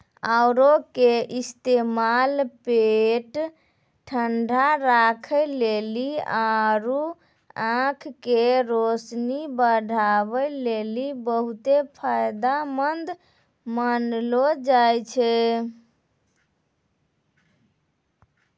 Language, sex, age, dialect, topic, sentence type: Maithili, female, 56-60, Angika, agriculture, statement